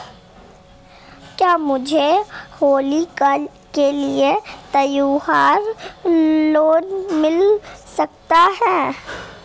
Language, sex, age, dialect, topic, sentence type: Hindi, female, 25-30, Marwari Dhudhari, banking, question